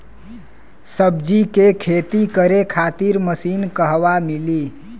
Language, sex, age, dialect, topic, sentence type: Bhojpuri, male, 25-30, Western, agriculture, question